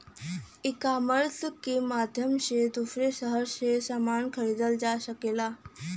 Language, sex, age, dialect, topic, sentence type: Bhojpuri, female, <18, Western, banking, statement